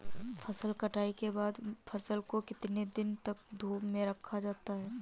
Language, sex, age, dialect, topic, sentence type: Hindi, female, 18-24, Marwari Dhudhari, agriculture, question